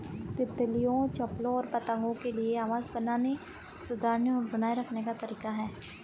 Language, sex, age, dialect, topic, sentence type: Hindi, female, 25-30, Marwari Dhudhari, agriculture, statement